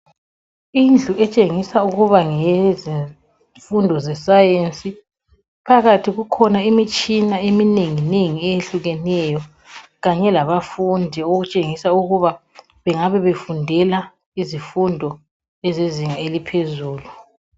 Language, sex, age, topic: North Ndebele, female, 36-49, education